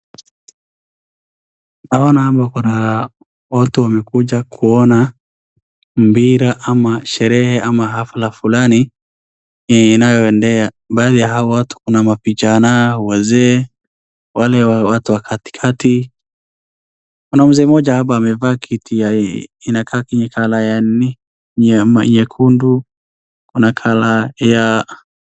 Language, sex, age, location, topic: Swahili, male, 18-24, Wajir, government